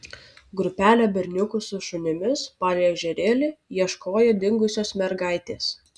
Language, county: Lithuanian, Vilnius